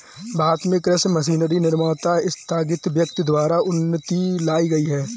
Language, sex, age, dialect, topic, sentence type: Hindi, male, 18-24, Kanauji Braj Bhasha, agriculture, statement